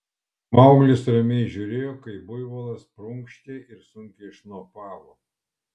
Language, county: Lithuanian, Kaunas